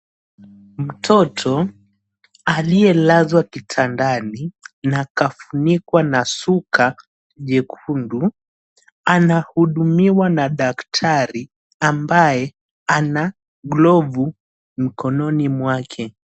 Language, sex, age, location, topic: Swahili, male, 18-24, Nairobi, health